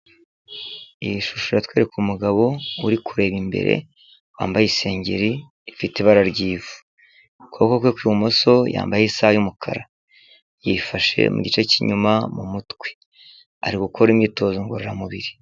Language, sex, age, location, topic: Kinyarwanda, male, 36-49, Kigali, health